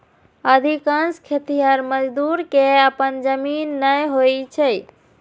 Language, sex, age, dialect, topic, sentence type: Maithili, female, 25-30, Eastern / Thethi, agriculture, statement